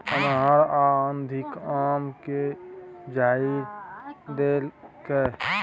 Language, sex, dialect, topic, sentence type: Maithili, male, Bajjika, agriculture, question